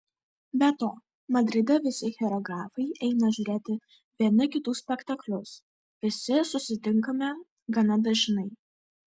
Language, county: Lithuanian, Vilnius